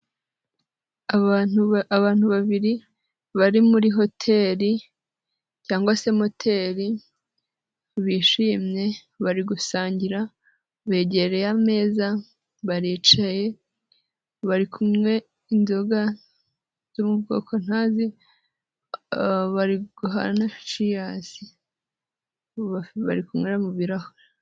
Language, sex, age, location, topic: Kinyarwanda, female, 25-35, Nyagatare, finance